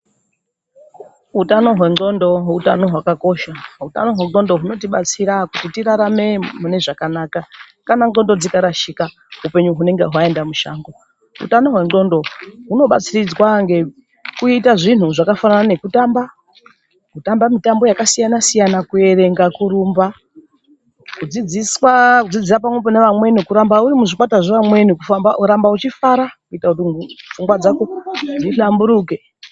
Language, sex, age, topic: Ndau, female, 36-49, health